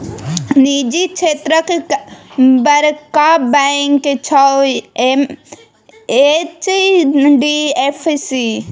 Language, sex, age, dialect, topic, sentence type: Maithili, female, 25-30, Bajjika, banking, statement